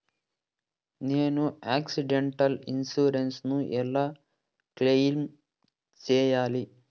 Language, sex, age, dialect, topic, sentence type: Telugu, male, 41-45, Southern, banking, question